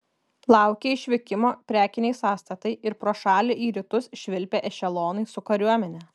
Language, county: Lithuanian, Kaunas